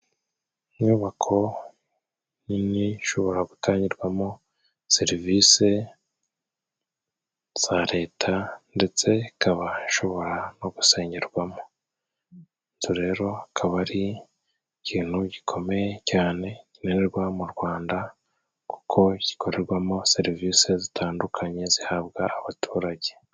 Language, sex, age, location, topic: Kinyarwanda, male, 36-49, Musanze, government